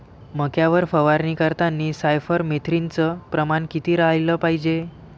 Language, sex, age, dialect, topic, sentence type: Marathi, male, 18-24, Varhadi, agriculture, question